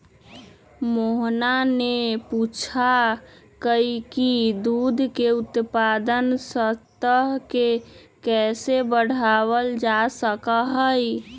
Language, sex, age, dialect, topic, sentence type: Magahi, female, 18-24, Western, agriculture, statement